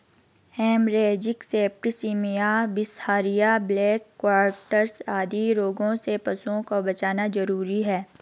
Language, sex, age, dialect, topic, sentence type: Hindi, female, 56-60, Garhwali, agriculture, statement